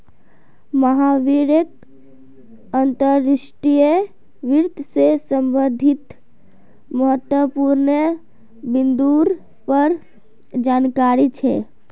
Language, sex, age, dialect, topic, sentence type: Magahi, female, 18-24, Northeastern/Surjapuri, banking, statement